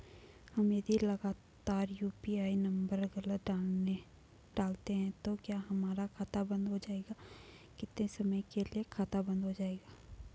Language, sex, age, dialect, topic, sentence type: Hindi, female, 18-24, Garhwali, banking, question